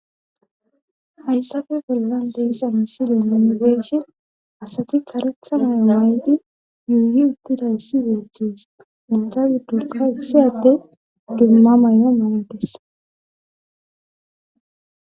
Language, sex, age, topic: Gamo, female, 18-24, government